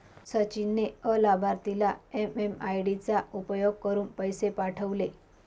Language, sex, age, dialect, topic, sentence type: Marathi, female, 25-30, Northern Konkan, banking, statement